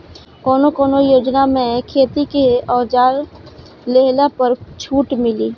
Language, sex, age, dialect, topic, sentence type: Bhojpuri, female, 18-24, Northern, agriculture, question